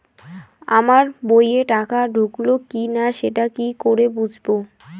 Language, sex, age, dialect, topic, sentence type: Bengali, female, 18-24, Rajbangshi, banking, question